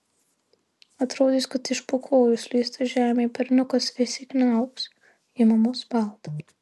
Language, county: Lithuanian, Marijampolė